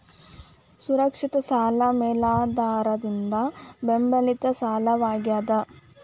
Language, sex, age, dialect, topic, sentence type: Kannada, female, 25-30, Dharwad Kannada, banking, statement